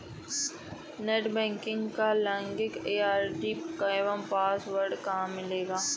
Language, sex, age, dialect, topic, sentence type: Hindi, male, 25-30, Awadhi Bundeli, banking, statement